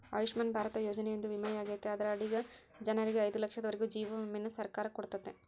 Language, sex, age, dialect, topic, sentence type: Kannada, female, 41-45, Central, banking, statement